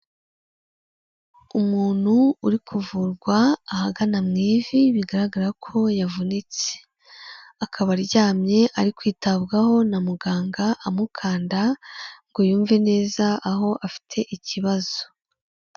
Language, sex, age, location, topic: Kinyarwanda, female, 18-24, Kigali, health